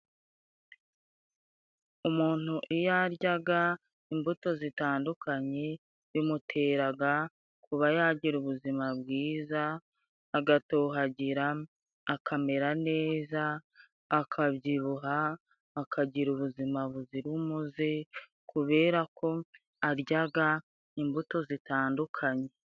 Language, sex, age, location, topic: Kinyarwanda, female, 25-35, Musanze, finance